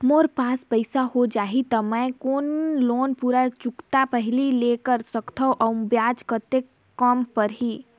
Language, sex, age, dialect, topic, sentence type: Chhattisgarhi, female, 18-24, Northern/Bhandar, banking, question